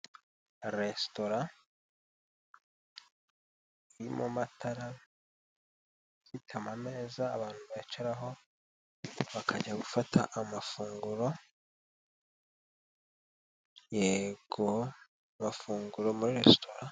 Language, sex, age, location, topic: Kinyarwanda, male, 18-24, Nyagatare, finance